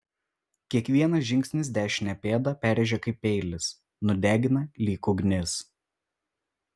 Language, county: Lithuanian, Vilnius